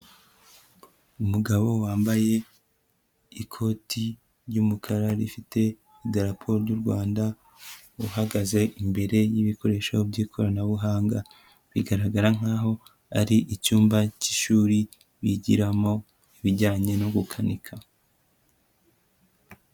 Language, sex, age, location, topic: Kinyarwanda, male, 18-24, Kigali, education